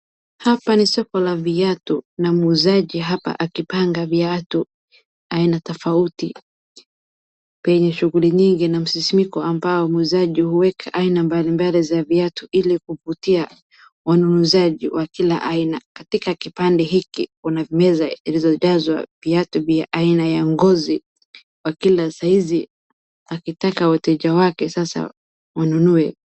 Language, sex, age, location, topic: Swahili, female, 18-24, Wajir, finance